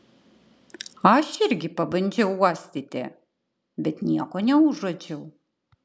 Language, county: Lithuanian, Klaipėda